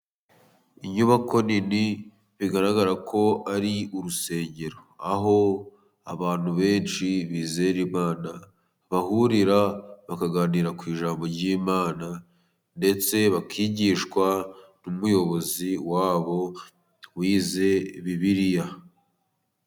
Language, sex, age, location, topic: Kinyarwanda, male, 18-24, Musanze, government